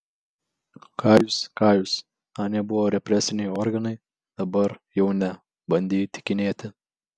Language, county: Lithuanian, Vilnius